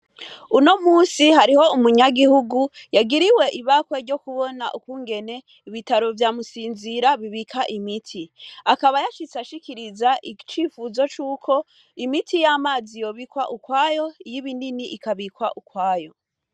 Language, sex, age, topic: Rundi, female, 25-35, education